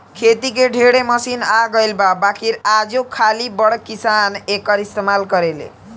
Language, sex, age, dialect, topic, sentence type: Bhojpuri, male, <18, Southern / Standard, agriculture, statement